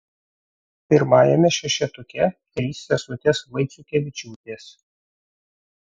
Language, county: Lithuanian, Vilnius